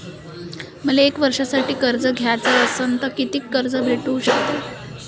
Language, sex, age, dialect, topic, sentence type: Marathi, female, 18-24, Varhadi, banking, question